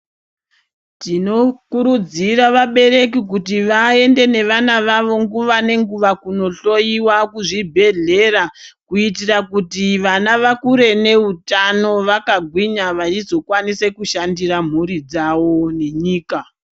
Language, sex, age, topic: Ndau, male, 50+, health